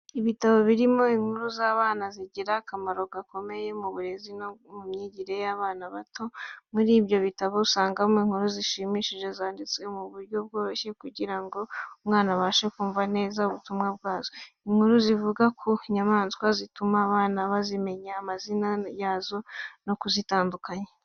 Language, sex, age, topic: Kinyarwanda, female, 18-24, education